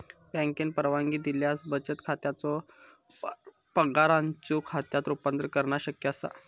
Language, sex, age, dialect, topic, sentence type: Marathi, male, 25-30, Southern Konkan, banking, statement